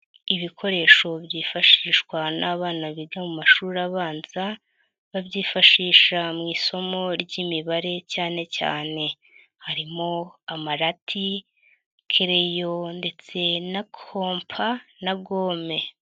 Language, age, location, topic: Kinyarwanda, 50+, Nyagatare, education